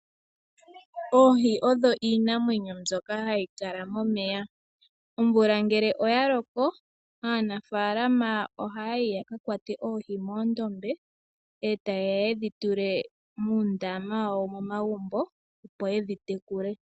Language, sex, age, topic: Oshiwambo, female, 18-24, agriculture